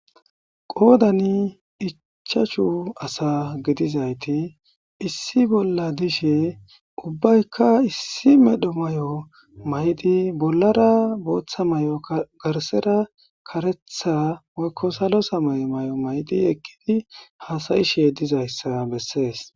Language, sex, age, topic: Gamo, male, 25-35, agriculture